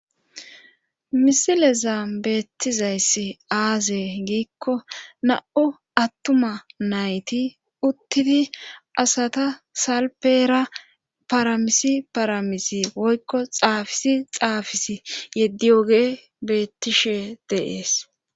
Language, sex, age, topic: Gamo, female, 25-35, government